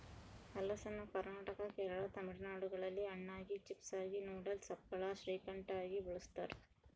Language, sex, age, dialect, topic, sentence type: Kannada, female, 18-24, Central, agriculture, statement